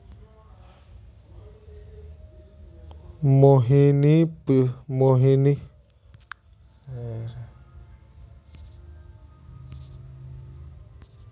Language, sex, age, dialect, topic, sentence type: Magahi, male, 18-24, Northeastern/Surjapuri, banking, statement